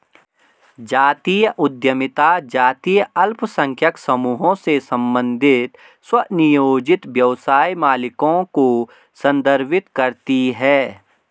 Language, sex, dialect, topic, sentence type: Hindi, male, Garhwali, banking, statement